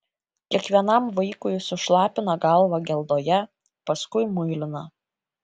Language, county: Lithuanian, Kaunas